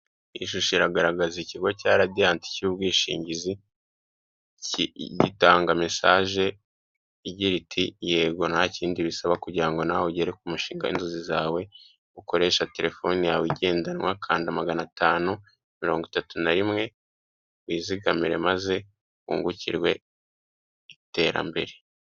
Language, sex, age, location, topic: Kinyarwanda, male, 36-49, Kigali, finance